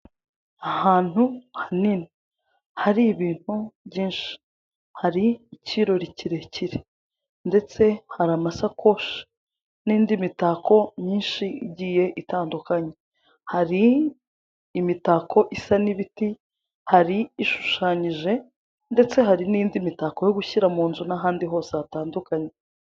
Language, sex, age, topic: Kinyarwanda, female, 25-35, finance